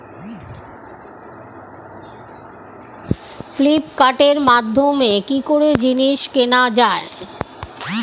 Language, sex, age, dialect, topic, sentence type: Bengali, female, 51-55, Standard Colloquial, banking, question